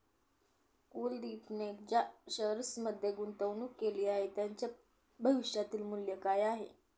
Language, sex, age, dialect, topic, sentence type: Marathi, female, 18-24, Standard Marathi, banking, statement